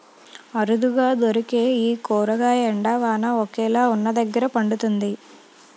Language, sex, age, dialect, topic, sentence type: Telugu, female, 25-30, Utterandhra, agriculture, statement